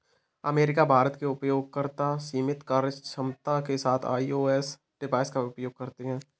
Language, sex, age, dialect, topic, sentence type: Hindi, male, 18-24, Kanauji Braj Bhasha, banking, statement